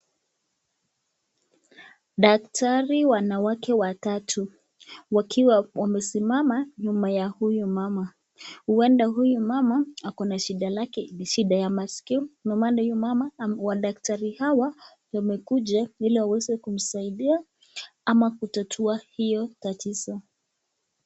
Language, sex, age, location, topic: Swahili, female, 25-35, Nakuru, health